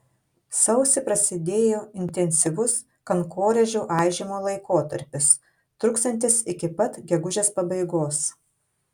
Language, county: Lithuanian, Kaunas